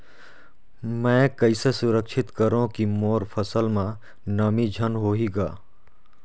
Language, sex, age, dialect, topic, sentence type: Chhattisgarhi, male, 31-35, Northern/Bhandar, agriculture, question